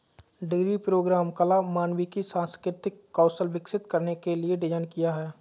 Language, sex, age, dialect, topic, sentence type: Hindi, male, 25-30, Kanauji Braj Bhasha, banking, statement